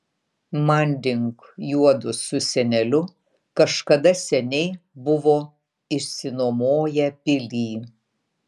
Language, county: Lithuanian, Vilnius